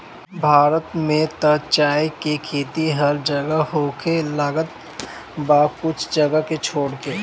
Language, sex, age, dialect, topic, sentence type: Bhojpuri, male, 25-30, Northern, agriculture, statement